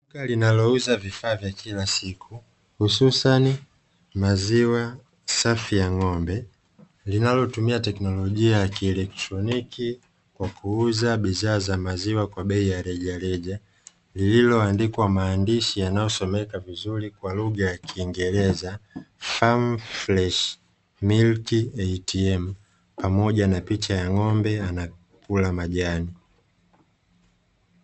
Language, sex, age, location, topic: Swahili, male, 25-35, Dar es Salaam, finance